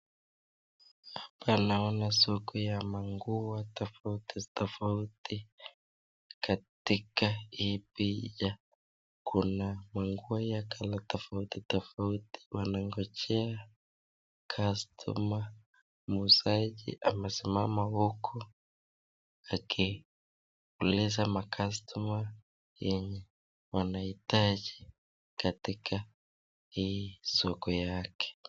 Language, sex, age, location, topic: Swahili, male, 25-35, Nakuru, finance